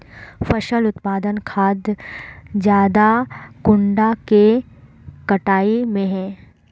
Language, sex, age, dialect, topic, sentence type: Magahi, female, 25-30, Northeastern/Surjapuri, agriculture, question